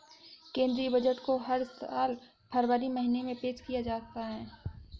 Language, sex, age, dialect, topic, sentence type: Hindi, female, 56-60, Awadhi Bundeli, banking, statement